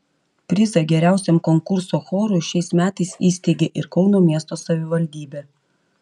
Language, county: Lithuanian, Panevėžys